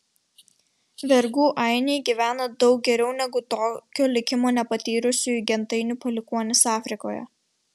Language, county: Lithuanian, Vilnius